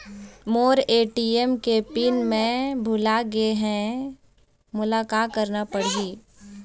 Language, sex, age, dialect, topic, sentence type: Chhattisgarhi, female, 18-24, Eastern, banking, question